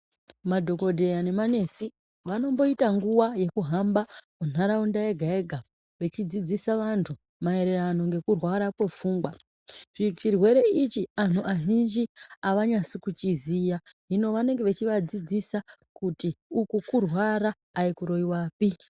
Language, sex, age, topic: Ndau, female, 25-35, health